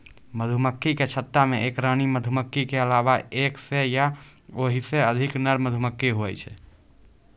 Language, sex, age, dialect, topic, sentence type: Maithili, male, 18-24, Angika, agriculture, statement